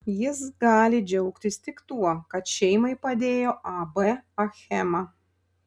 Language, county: Lithuanian, Panevėžys